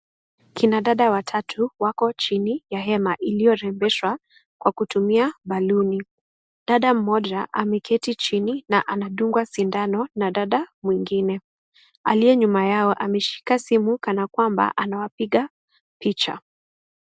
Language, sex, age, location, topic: Swahili, female, 18-24, Kisii, health